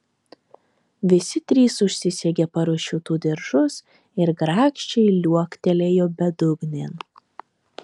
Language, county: Lithuanian, Telšiai